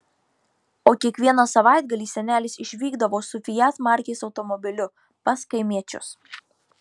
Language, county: Lithuanian, Marijampolė